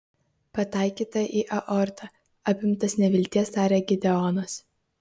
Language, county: Lithuanian, Kaunas